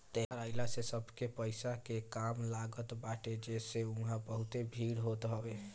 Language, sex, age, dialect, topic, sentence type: Bhojpuri, male, 18-24, Northern, banking, statement